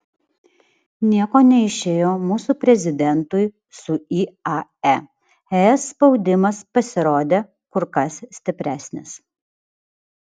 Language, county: Lithuanian, Vilnius